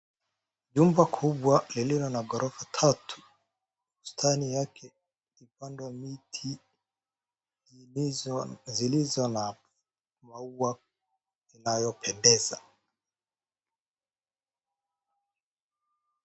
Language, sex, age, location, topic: Swahili, male, 18-24, Wajir, education